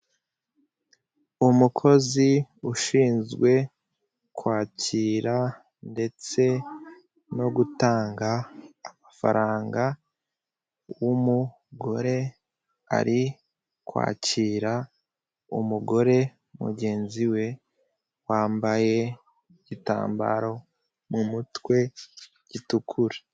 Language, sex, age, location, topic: Kinyarwanda, male, 25-35, Kigali, finance